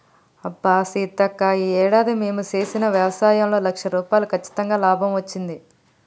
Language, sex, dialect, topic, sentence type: Telugu, female, Telangana, banking, statement